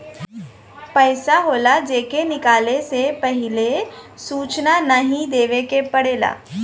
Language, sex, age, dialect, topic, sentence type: Bhojpuri, female, 18-24, Western, banking, statement